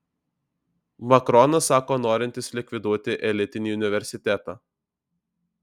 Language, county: Lithuanian, Alytus